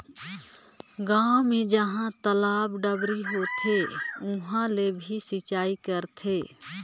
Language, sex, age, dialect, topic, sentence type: Chhattisgarhi, female, 25-30, Northern/Bhandar, agriculture, statement